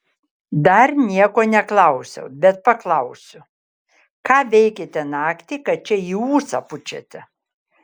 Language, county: Lithuanian, Kaunas